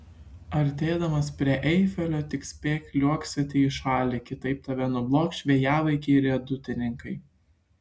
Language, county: Lithuanian, Klaipėda